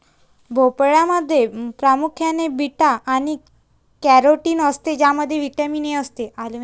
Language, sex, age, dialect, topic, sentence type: Marathi, female, 25-30, Varhadi, agriculture, statement